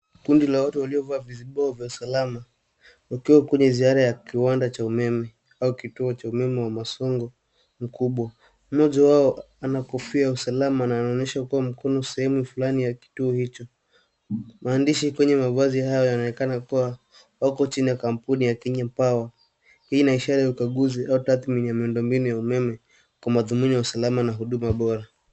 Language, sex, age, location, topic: Swahili, male, 18-24, Nairobi, government